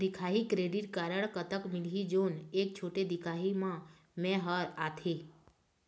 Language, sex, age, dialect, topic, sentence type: Chhattisgarhi, female, 25-30, Eastern, agriculture, question